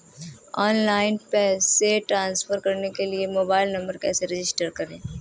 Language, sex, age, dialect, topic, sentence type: Hindi, female, 18-24, Marwari Dhudhari, banking, question